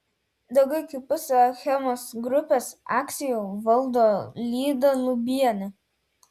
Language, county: Lithuanian, Telšiai